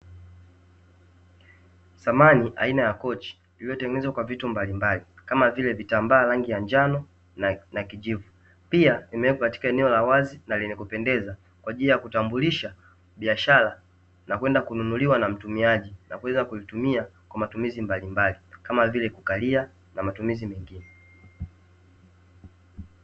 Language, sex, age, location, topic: Swahili, male, 18-24, Dar es Salaam, finance